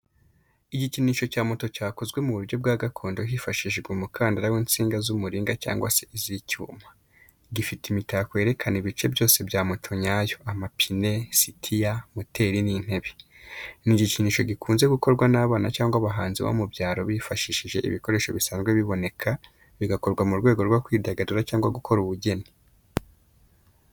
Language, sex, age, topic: Kinyarwanda, male, 25-35, education